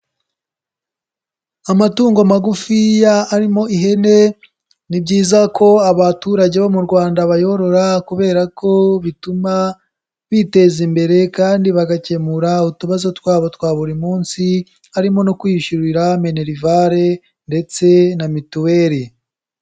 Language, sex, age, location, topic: Kinyarwanda, male, 18-24, Kigali, agriculture